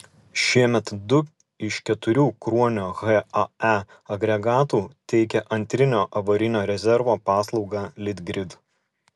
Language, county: Lithuanian, Alytus